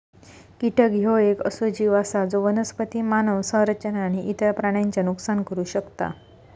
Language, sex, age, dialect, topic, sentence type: Marathi, female, 25-30, Southern Konkan, agriculture, statement